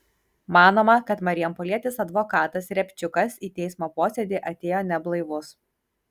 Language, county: Lithuanian, Kaunas